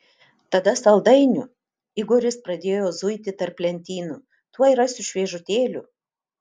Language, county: Lithuanian, Utena